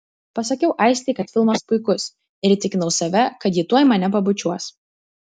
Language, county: Lithuanian, Vilnius